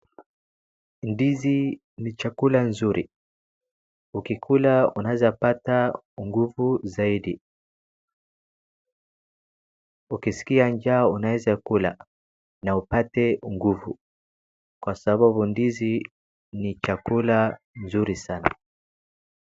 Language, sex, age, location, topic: Swahili, male, 36-49, Wajir, agriculture